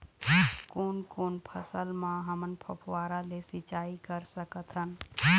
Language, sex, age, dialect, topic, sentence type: Chhattisgarhi, female, 25-30, Eastern, agriculture, question